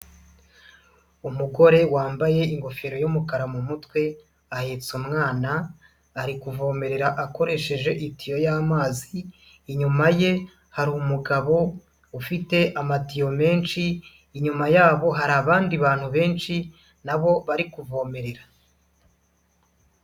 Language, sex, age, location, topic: Kinyarwanda, male, 25-35, Nyagatare, agriculture